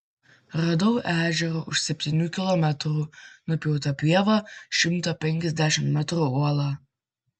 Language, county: Lithuanian, Vilnius